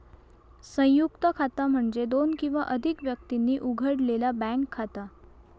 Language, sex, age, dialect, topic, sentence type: Marathi, female, 18-24, Southern Konkan, banking, statement